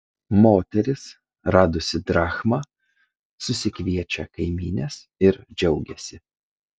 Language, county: Lithuanian, Kaunas